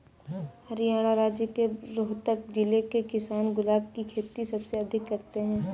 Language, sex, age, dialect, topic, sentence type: Hindi, female, 25-30, Awadhi Bundeli, agriculture, statement